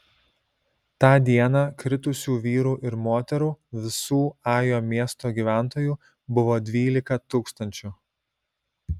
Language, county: Lithuanian, Šiauliai